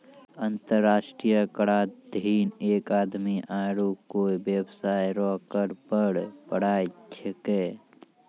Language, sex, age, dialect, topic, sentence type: Maithili, male, 36-40, Angika, banking, statement